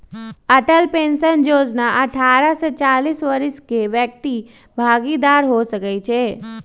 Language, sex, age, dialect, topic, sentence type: Magahi, male, 25-30, Western, banking, statement